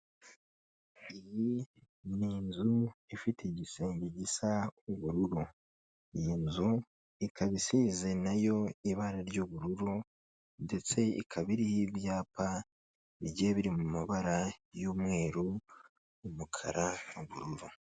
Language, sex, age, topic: Kinyarwanda, male, 25-35, finance